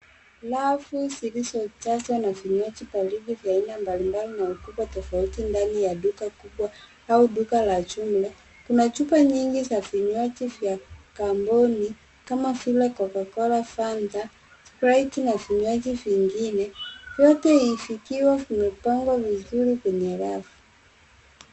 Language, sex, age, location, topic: Swahili, female, 18-24, Nairobi, finance